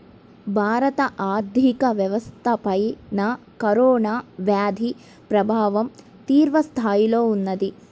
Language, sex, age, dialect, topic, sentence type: Telugu, male, 31-35, Central/Coastal, banking, statement